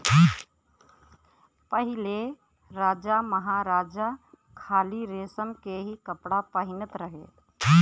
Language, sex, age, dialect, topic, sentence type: Bhojpuri, female, 31-35, Western, agriculture, statement